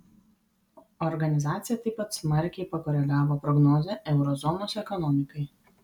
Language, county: Lithuanian, Vilnius